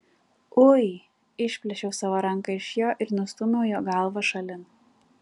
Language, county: Lithuanian, Klaipėda